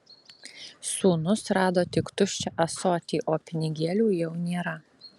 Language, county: Lithuanian, Alytus